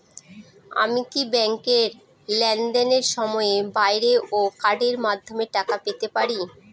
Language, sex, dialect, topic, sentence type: Bengali, female, Northern/Varendri, banking, question